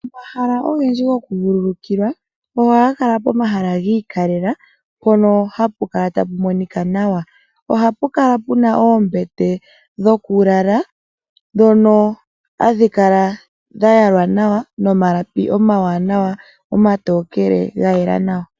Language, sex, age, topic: Oshiwambo, female, 25-35, agriculture